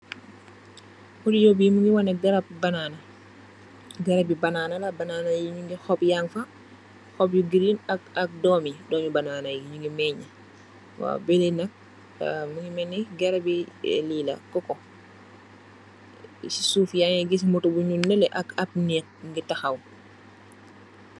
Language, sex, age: Wolof, female, 25-35